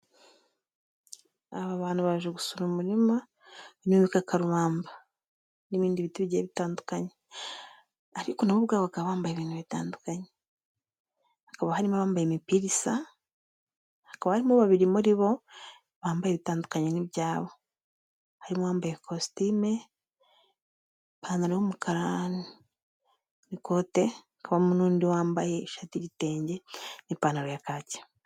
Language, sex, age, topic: Kinyarwanda, female, 25-35, health